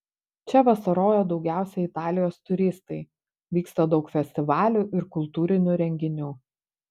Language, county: Lithuanian, Panevėžys